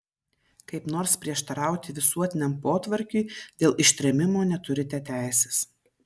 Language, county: Lithuanian, Vilnius